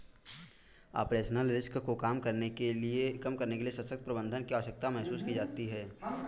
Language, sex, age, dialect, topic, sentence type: Hindi, male, 18-24, Kanauji Braj Bhasha, banking, statement